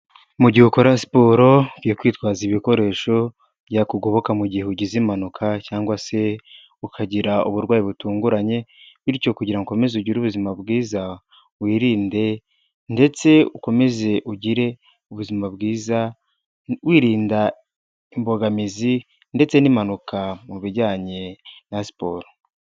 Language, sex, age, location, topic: Kinyarwanda, male, 25-35, Huye, health